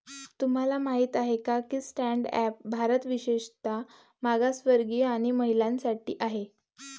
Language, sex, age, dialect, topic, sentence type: Marathi, female, 18-24, Varhadi, banking, statement